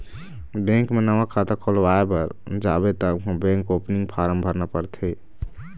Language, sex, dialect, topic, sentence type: Chhattisgarhi, male, Eastern, banking, statement